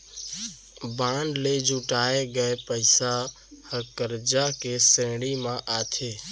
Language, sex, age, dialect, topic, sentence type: Chhattisgarhi, male, 18-24, Central, banking, statement